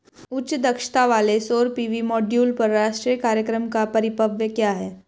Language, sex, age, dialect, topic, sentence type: Hindi, female, 18-24, Hindustani Malvi Khadi Boli, banking, question